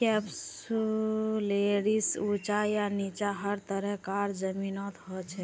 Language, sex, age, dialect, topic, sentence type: Magahi, female, 18-24, Northeastern/Surjapuri, agriculture, statement